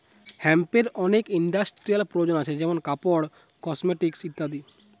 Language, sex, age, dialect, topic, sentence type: Bengali, male, 18-24, Western, agriculture, statement